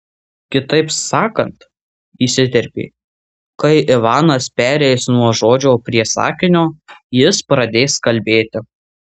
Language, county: Lithuanian, Marijampolė